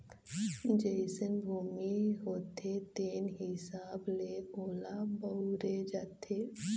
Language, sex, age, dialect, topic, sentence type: Chhattisgarhi, female, 18-24, Eastern, agriculture, statement